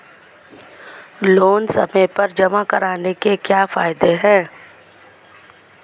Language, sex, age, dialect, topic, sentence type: Hindi, male, 18-24, Marwari Dhudhari, banking, question